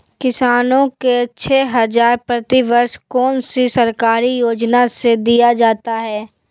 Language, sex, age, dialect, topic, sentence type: Magahi, female, 18-24, Southern, agriculture, question